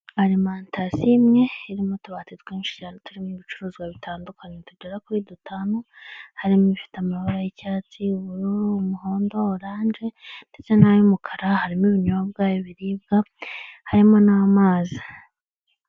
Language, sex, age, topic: Kinyarwanda, male, 18-24, finance